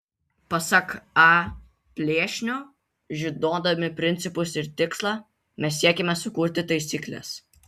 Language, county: Lithuanian, Vilnius